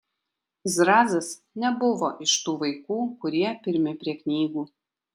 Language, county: Lithuanian, Kaunas